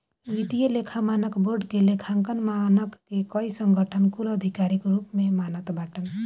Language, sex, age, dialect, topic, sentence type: Bhojpuri, male, 18-24, Northern, banking, statement